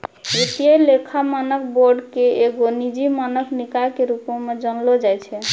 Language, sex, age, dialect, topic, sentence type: Maithili, female, 25-30, Angika, banking, statement